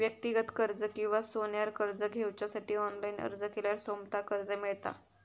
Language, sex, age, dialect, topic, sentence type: Marathi, female, 51-55, Southern Konkan, banking, statement